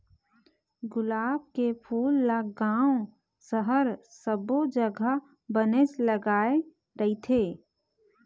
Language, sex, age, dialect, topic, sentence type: Chhattisgarhi, female, 31-35, Eastern, agriculture, statement